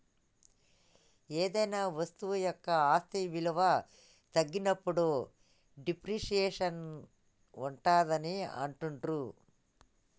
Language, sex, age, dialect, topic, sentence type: Telugu, female, 25-30, Telangana, banking, statement